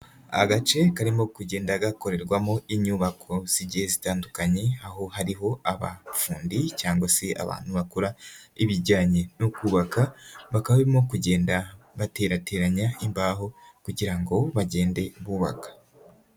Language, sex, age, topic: Kinyarwanda, female, 18-24, government